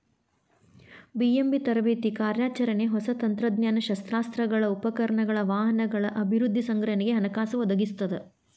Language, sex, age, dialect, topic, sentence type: Kannada, female, 41-45, Dharwad Kannada, banking, statement